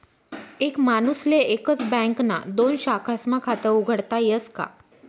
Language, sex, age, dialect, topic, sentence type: Marathi, female, 36-40, Northern Konkan, banking, statement